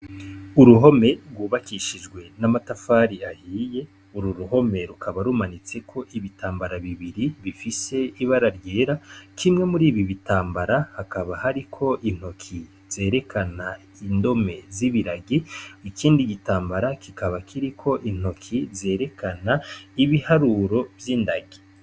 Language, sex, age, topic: Rundi, male, 25-35, education